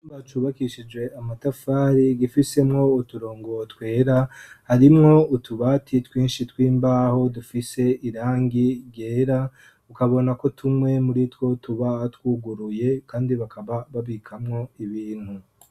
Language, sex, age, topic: Rundi, male, 25-35, education